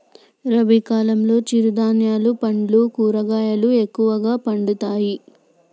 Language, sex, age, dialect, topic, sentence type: Telugu, female, 18-24, Telangana, agriculture, statement